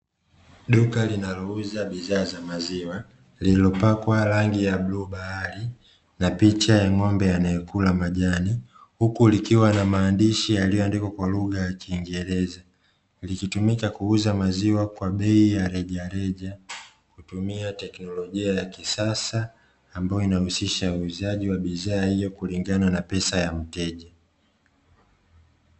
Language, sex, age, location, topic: Swahili, male, 25-35, Dar es Salaam, finance